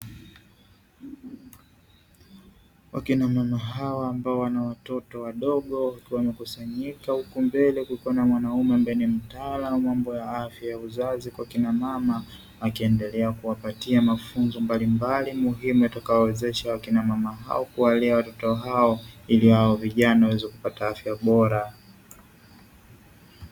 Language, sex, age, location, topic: Swahili, male, 25-35, Dar es Salaam, education